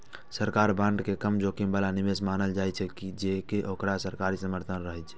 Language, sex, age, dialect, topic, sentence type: Maithili, male, 18-24, Eastern / Thethi, banking, statement